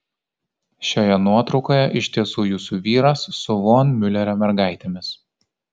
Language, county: Lithuanian, Kaunas